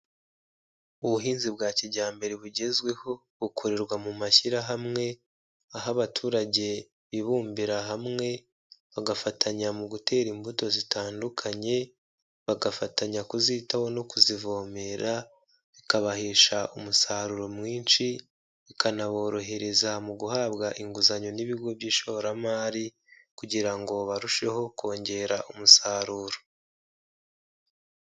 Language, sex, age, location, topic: Kinyarwanda, male, 25-35, Kigali, agriculture